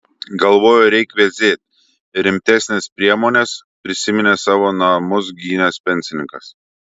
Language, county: Lithuanian, Šiauliai